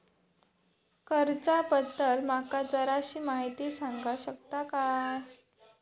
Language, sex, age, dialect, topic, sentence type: Marathi, female, 18-24, Southern Konkan, banking, question